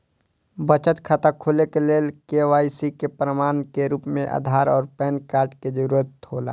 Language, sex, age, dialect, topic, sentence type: Maithili, male, 18-24, Eastern / Thethi, banking, statement